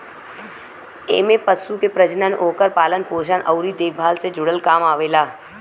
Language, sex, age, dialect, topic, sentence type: Bhojpuri, female, 25-30, Western, agriculture, statement